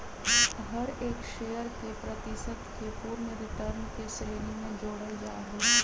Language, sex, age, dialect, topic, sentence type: Magahi, female, 31-35, Western, banking, statement